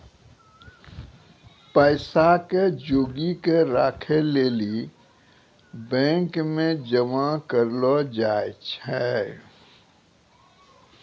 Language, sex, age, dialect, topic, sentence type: Maithili, male, 60-100, Angika, banking, statement